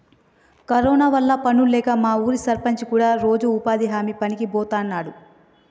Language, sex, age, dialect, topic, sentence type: Telugu, female, 25-30, Telangana, banking, statement